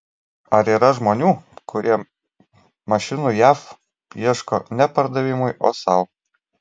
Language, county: Lithuanian, Klaipėda